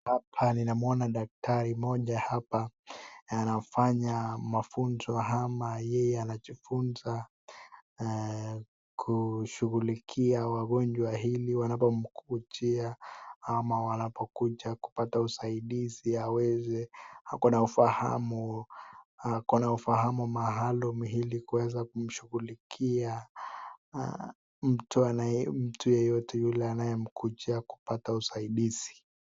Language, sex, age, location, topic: Swahili, male, 18-24, Nakuru, health